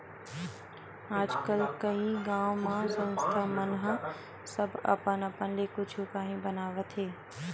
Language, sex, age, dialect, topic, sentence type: Chhattisgarhi, female, 18-24, Western/Budati/Khatahi, banking, statement